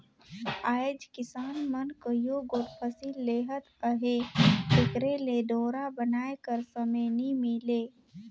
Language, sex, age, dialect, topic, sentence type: Chhattisgarhi, female, 18-24, Northern/Bhandar, agriculture, statement